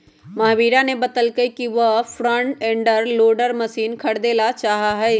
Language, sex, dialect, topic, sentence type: Magahi, male, Western, agriculture, statement